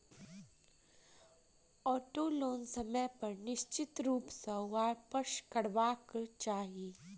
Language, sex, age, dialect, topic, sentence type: Maithili, female, 18-24, Southern/Standard, banking, statement